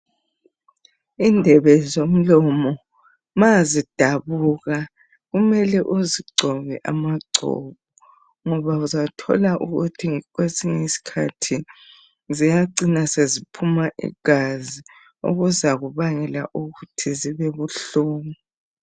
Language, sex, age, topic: North Ndebele, female, 50+, health